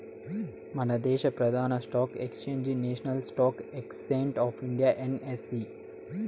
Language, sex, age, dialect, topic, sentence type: Telugu, male, 18-24, Southern, banking, statement